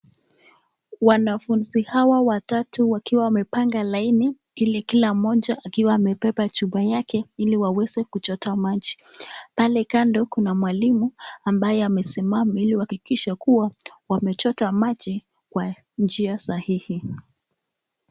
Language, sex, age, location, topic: Swahili, male, 36-49, Nakuru, health